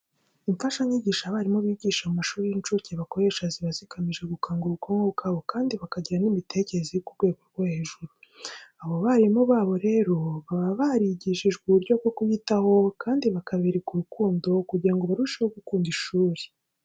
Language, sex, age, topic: Kinyarwanda, female, 18-24, education